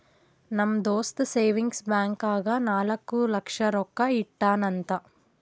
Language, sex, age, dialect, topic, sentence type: Kannada, female, 18-24, Northeastern, banking, statement